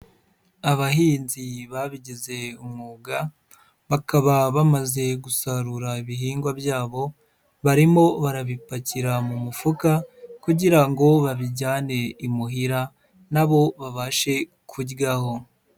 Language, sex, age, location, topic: Kinyarwanda, male, 25-35, Huye, agriculture